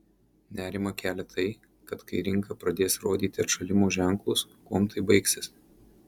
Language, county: Lithuanian, Marijampolė